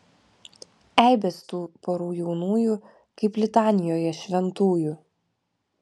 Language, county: Lithuanian, Vilnius